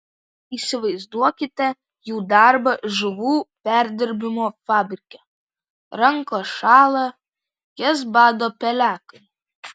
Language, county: Lithuanian, Vilnius